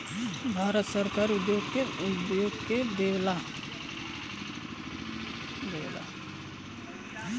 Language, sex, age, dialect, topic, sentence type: Bhojpuri, male, 31-35, Western, agriculture, statement